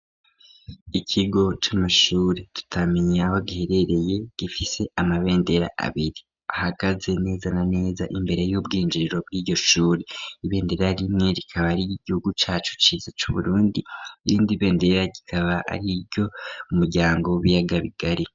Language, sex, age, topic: Rundi, female, 18-24, education